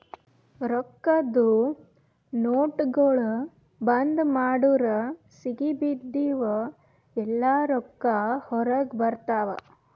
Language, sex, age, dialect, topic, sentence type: Kannada, female, 18-24, Northeastern, banking, statement